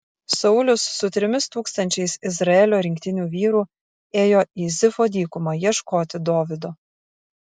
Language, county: Lithuanian, Kaunas